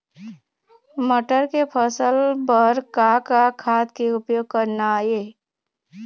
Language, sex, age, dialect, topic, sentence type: Chhattisgarhi, female, 25-30, Eastern, agriculture, question